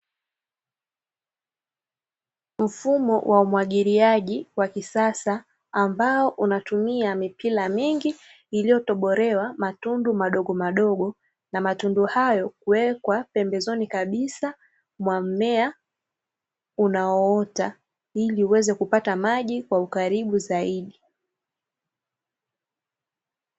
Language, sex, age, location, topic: Swahili, female, 18-24, Dar es Salaam, agriculture